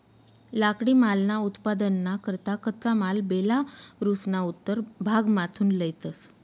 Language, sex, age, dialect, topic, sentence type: Marathi, female, 36-40, Northern Konkan, agriculture, statement